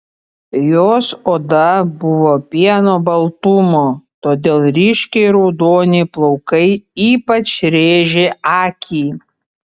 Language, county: Lithuanian, Panevėžys